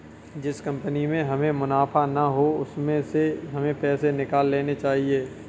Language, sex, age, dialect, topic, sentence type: Hindi, male, 31-35, Kanauji Braj Bhasha, banking, statement